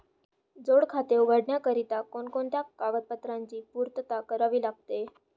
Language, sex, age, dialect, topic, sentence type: Marathi, female, 18-24, Standard Marathi, banking, question